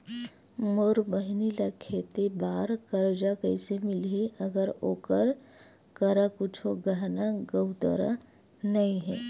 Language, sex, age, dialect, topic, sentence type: Chhattisgarhi, female, 25-30, Western/Budati/Khatahi, agriculture, statement